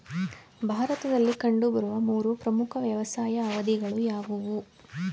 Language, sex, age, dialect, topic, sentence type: Kannada, female, 31-35, Mysore Kannada, agriculture, question